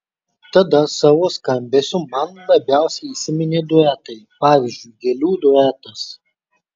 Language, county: Lithuanian, Kaunas